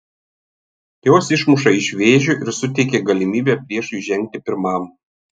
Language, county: Lithuanian, Tauragė